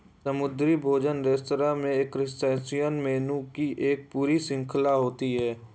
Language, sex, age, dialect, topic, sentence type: Hindi, male, 18-24, Hindustani Malvi Khadi Boli, agriculture, statement